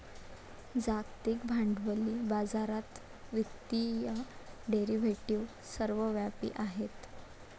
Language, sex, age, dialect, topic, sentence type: Marathi, female, 18-24, Varhadi, banking, statement